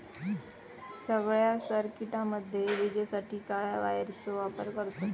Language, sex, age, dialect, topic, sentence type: Marathi, female, 18-24, Southern Konkan, agriculture, statement